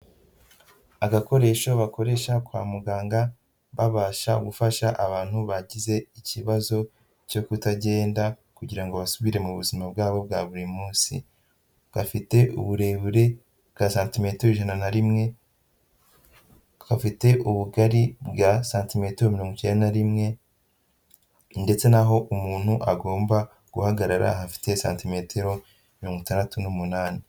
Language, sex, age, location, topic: Kinyarwanda, female, 25-35, Huye, health